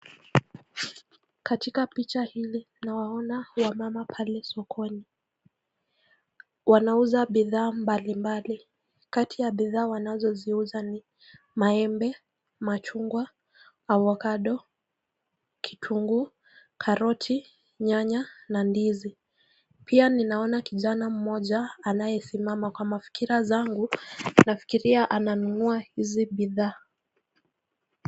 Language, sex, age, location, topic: Swahili, female, 18-24, Nakuru, finance